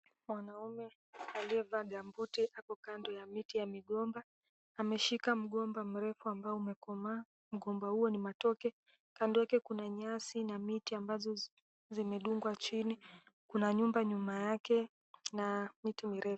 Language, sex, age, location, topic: Swahili, female, 18-24, Mombasa, agriculture